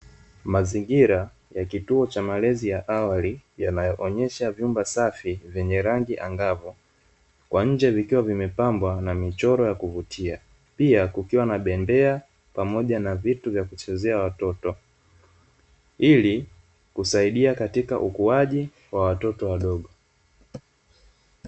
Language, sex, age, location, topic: Swahili, male, 25-35, Dar es Salaam, education